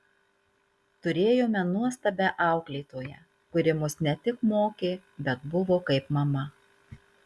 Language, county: Lithuanian, Marijampolė